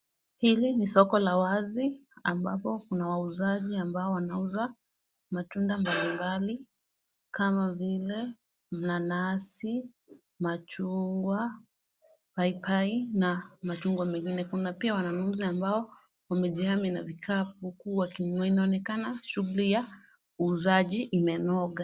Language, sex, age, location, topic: Swahili, female, 18-24, Kisumu, finance